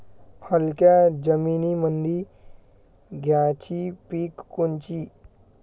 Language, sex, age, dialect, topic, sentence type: Marathi, male, 18-24, Varhadi, agriculture, question